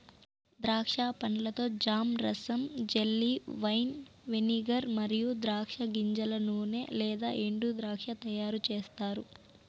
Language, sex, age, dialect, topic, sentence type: Telugu, female, 18-24, Southern, agriculture, statement